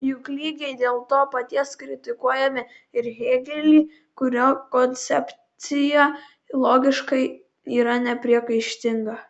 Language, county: Lithuanian, Kaunas